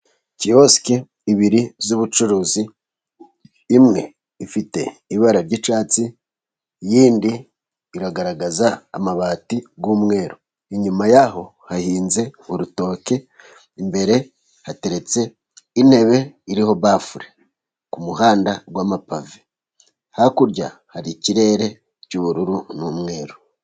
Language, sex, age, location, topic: Kinyarwanda, male, 36-49, Musanze, finance